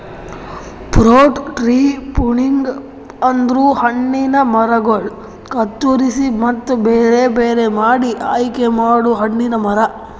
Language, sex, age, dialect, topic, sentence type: Kannada, male, 60-100, Northeastern, agriculture, statement